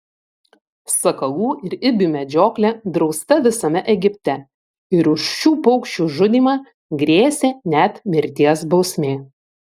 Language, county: Lithuanian, Vilnius